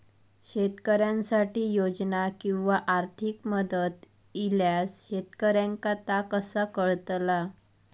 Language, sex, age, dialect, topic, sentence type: Marathi, female, 25-30, Southern Konkan, agriculture, question